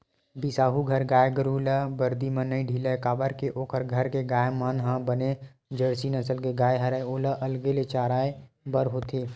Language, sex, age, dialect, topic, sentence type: Chhattisgarhi, male, 18-24, Western/Budati/Khatahi, agriculture, statement